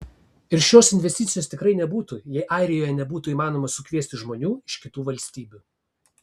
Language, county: Lithuanian, Kaunas